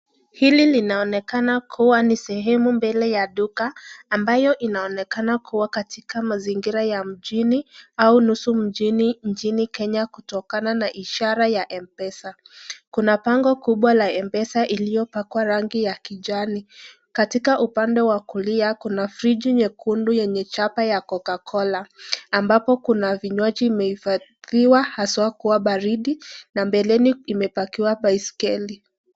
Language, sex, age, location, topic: Swahili, female, 18-24, Nakuru, finance